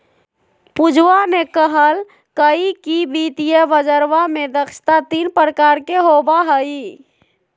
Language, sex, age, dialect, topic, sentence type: Magahi, female, 18-24, Western, banking, statement